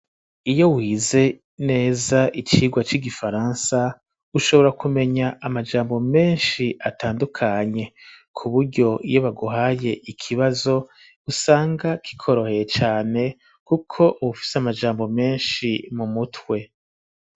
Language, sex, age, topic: Rundi, male, 50+, education